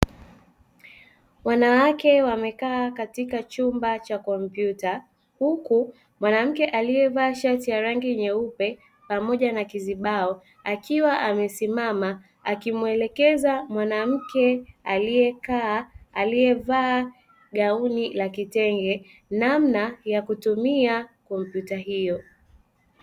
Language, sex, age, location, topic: Swahili, female, 18-24, Dar es Salaam, education